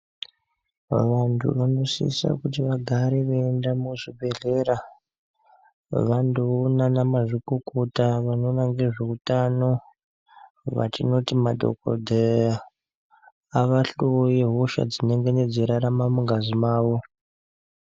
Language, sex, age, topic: Ndau, male, 18-24, health